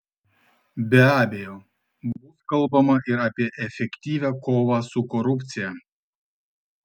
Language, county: Lithuanian, Klaipėda